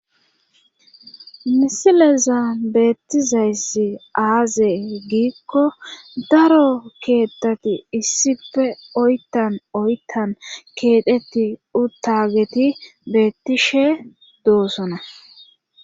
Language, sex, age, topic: Gamo, female, 25-35, government